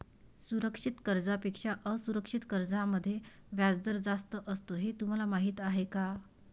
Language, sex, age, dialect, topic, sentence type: Marathi, female, 31-35, Varhadi, banking, statement